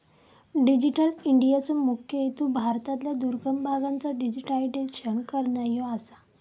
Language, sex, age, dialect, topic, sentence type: Marathi, female, 18-24, Southern Konkan, banking, statement